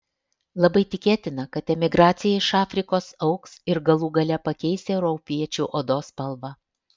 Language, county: Lithuanian, Alytus